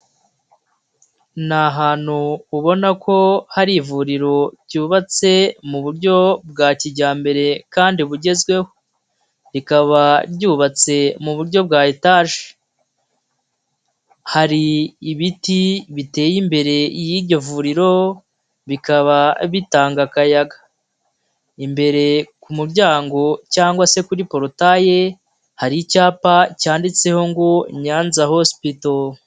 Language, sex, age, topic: Kinyarwanda, male, 25-35, health